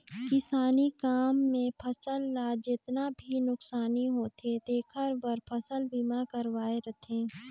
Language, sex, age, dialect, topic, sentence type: Chhattisgarhi, female, 18-24, Northern/Bhandar, banking, statement